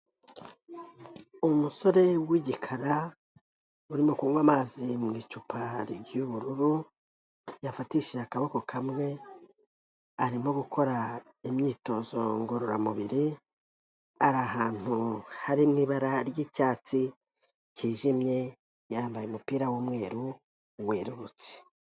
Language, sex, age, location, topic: Kinyarwanda, female, 18-24, Kigali, health